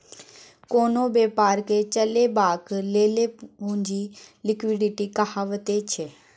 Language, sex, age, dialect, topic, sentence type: Maithili, female, 18-24, Bajjika, banking, statement